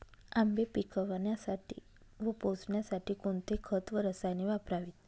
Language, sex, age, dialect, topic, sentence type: Marathi, female, 31-35, Northern Konkan, agriculture, question